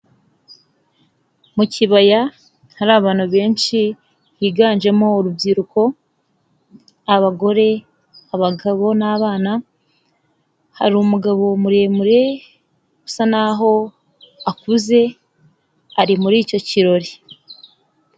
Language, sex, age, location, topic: Kinyarwanda, female, 25-35, Nyagatare, government